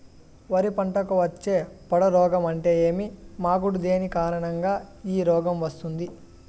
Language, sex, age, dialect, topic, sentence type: Telugu, male, 18-24, Southern, agriculture, question